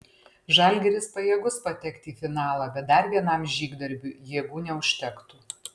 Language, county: Lithuanian, Panevėžys